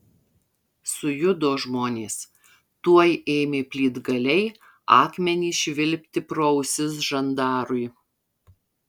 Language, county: Lithuanian, Marijampolė